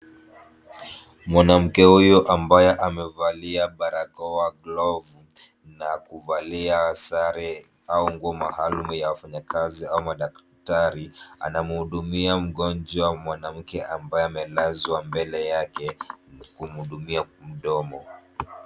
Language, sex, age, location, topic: Swahili, male, 36-49, Kisumu, health